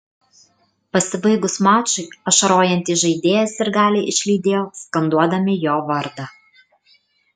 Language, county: Lithuanian, Kaunas